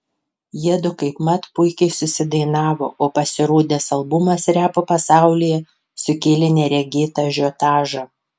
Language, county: Lithuanian, Panevėžys